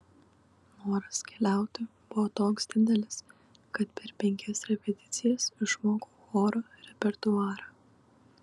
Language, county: Lithuanian, Kaunas